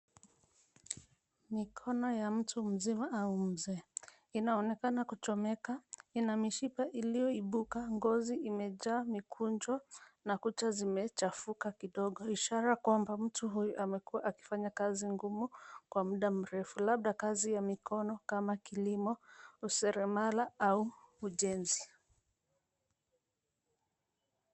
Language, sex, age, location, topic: Swahili, female, 25-35, Nairobi, health